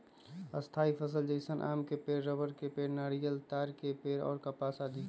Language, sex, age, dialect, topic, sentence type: Magahi, male, 25-30, Western, agriculture, statement